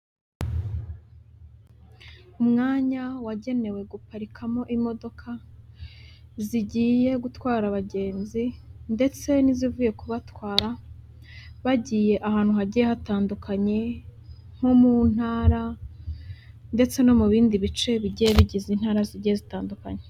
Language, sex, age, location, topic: Kinyarwanda, female, 18-24, Huye, government